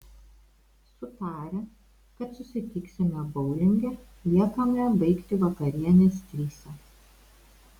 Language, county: Lithuanian, Vilnius